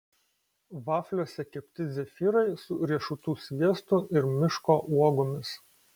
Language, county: Lithuanian, Kaunas